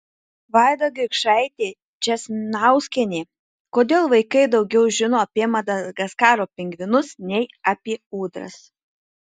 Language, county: Lithuanian, Tauragė